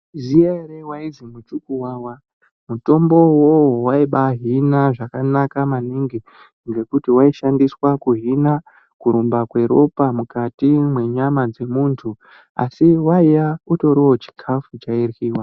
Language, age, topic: Ndau, 50+, health